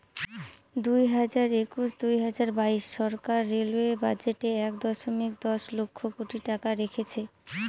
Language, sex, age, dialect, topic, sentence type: Bengali, female, 18-24, Northern/Varendri, banking, statement